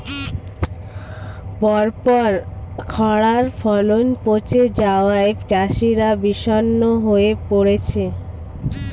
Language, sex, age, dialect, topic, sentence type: Bengali, female, 25-30, Standard Colloquial, agriculture, question